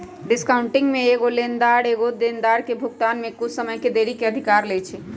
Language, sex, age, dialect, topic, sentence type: Magahi, male, 31-35, Western, banking, statement